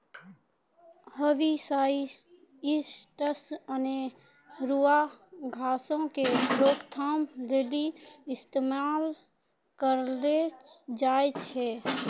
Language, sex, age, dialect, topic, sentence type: Maithili, female, 18-24, Angika, agriculture, statement